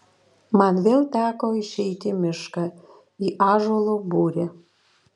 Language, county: Lithuanian, Vilnius